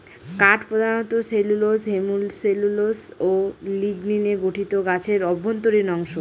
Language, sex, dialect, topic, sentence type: Bengali, female, Northern/Varendri, agriculture, statement